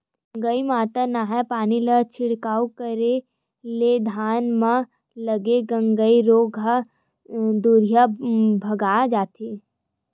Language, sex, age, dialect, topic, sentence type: Chhattisgarhi, female, 25-30, Western/Budati/Khatahi, agriculture, statement